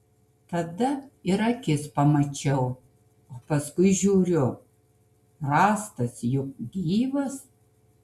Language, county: Lithuanian, Kaunas